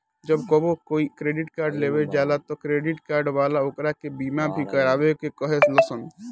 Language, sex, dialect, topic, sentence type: Bhojpuri, male, Southern / Standard, banking, statement